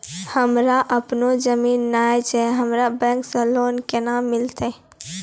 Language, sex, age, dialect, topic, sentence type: Maithili, female, 18-24, Angika, banking, question